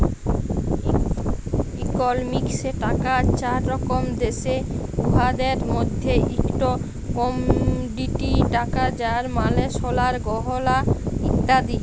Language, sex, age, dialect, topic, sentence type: Bengali, female, 25-30, Jharkhandi, banking, statement